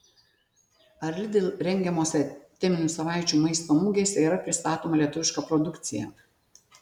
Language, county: Lithuanian, Tauragė